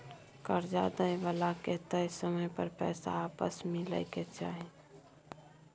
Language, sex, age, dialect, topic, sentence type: Maithili, female, 18-24, Bajjika, banking, statement